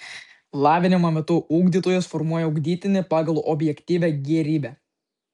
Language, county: Lithuanian, Vilnius